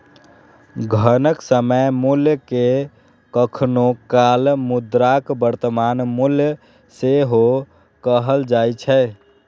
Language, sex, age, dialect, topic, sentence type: Maithili, male, 18-24, Eastern / Thethi, banking, statement